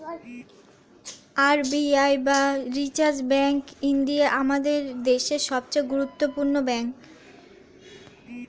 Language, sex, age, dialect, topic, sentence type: Bengali, female, 25-30, Standard Colloquial, banking, statement